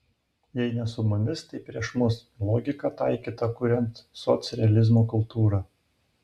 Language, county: Lithuanian, Panevėžys